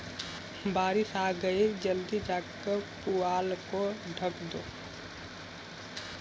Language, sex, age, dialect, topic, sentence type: Hindi, male, 18-24, Kanauji Braj Bhasha, agriculture, statement